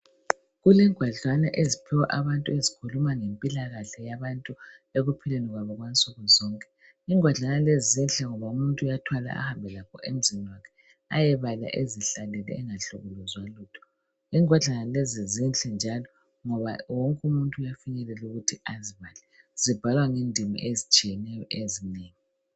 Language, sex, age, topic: North Ndebele, female, 25-35, health